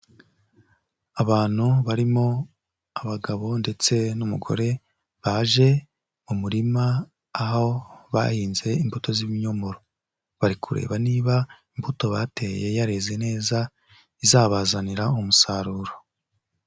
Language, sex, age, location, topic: Kinyarwanda, male, 25-35, Huye, agriculture